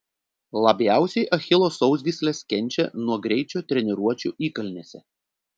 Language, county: Lithuanian, Panevėžys